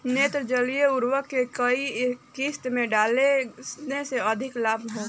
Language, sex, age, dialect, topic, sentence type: Bhojpuri, female, 18-24, Southern / Standard, agriculture, question